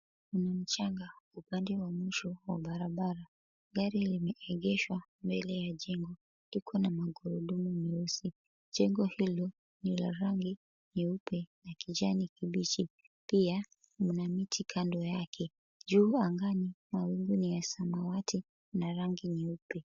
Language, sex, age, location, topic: Swahili, female, 36-49, Mombasa, government